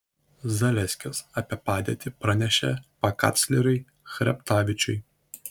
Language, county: Lithuanian, Šiauliai